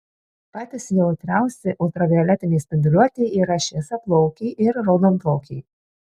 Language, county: Lithuanian, Šiauliai